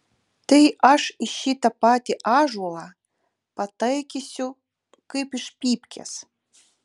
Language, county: Lithuanian, Utena